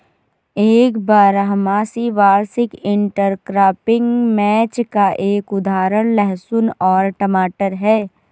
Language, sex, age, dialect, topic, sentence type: Hindi, female, 18-24, Awadhi Bundeli, agriculture, statement